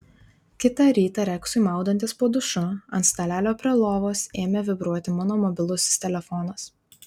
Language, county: Lithuanian, Vilnius